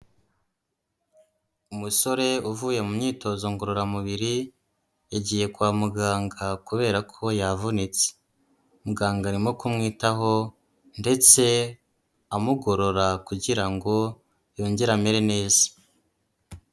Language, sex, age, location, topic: Kinyarwanda, female, 25-35, Huye, health